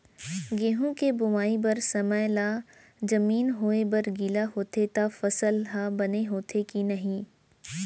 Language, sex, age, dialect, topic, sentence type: Chhattisgarhi, female, 18-24, Central, agriculture, question